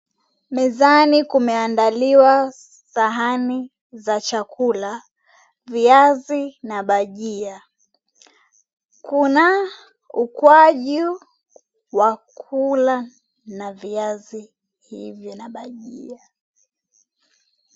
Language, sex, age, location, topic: Swahili, female, 18-24, Mombasa, agriculture